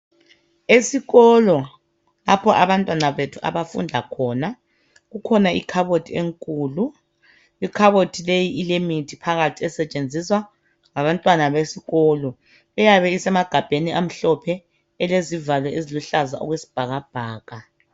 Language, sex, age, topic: North Ndebele, male, 25-35, education